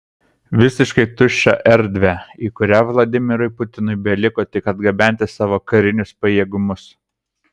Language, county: Lithuanian, Kaunas